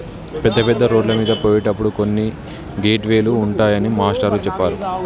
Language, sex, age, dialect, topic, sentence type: Telugu, male, 18-24, Telangana, banking, statement